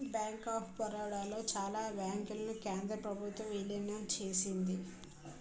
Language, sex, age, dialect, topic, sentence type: Telugu, female, 18-24, Utterandhra, banking, statement